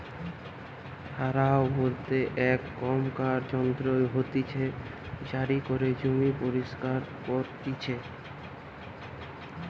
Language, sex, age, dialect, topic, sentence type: Bengali, male, 18-24, Western, agriculture, statement